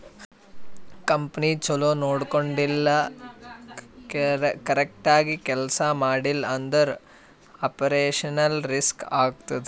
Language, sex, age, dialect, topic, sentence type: Kannada, male, 18-24, Northeastern, banking, statement